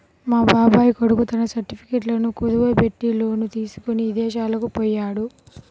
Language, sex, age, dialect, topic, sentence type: Telugu, female, 25-30, Central/Coastal, banking, statement